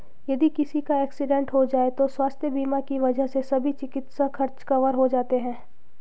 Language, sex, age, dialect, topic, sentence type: Hindi, female, 25-30, Garhwali, banking, statement